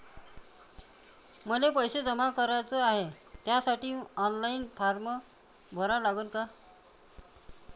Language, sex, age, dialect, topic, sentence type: Marathi, male, 25-30, Varhadi, banking, question